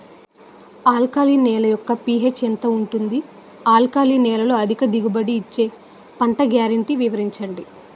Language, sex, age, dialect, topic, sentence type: Telugu, female, 18-24, Utterandhra, agriculture, question